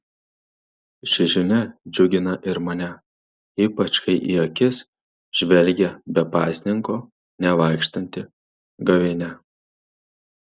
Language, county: Lithuanian, Marijampolė